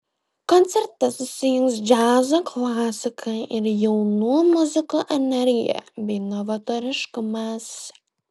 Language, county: Lithuanian, Klaipėda